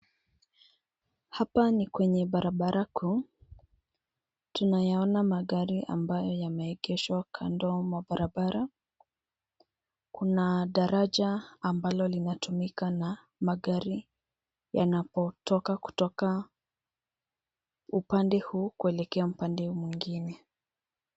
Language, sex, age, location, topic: Swahili, female, 25-35, Nairobi, government